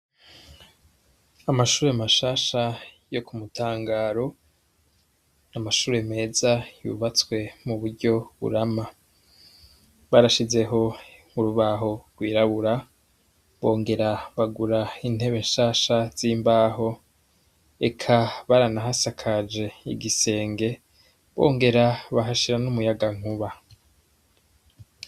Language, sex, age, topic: Rundi, male, 25-35, education